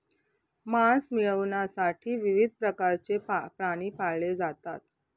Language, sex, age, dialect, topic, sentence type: Marathi, female, 31-35, Northern Konkan, agriculture, statement